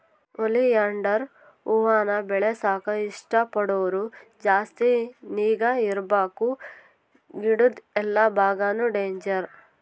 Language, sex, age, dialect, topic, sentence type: Kannada, female, 18-24, Central, agriculture, statement